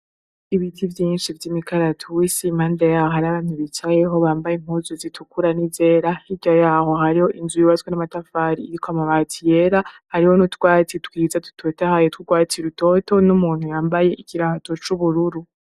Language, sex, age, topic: Rundi, female, 18-24, agriculture